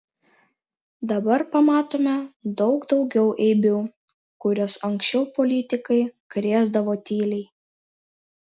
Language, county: Lithuanian, Vilnius